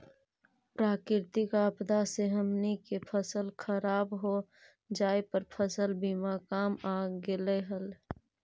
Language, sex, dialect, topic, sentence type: Magahi, female, Central/Standard, agriculture, statement